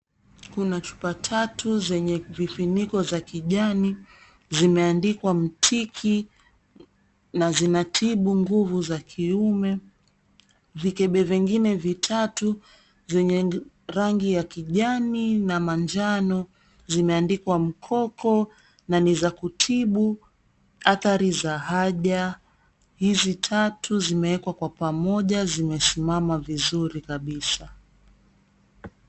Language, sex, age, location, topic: Swahili, female, 25-35, Mombasa, health